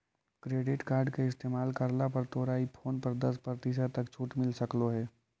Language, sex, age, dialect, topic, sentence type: Magahi, male, 18-24, Central/Standard, banking, statement